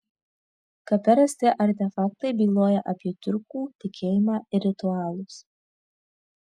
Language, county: Lithuanian, Marijampolė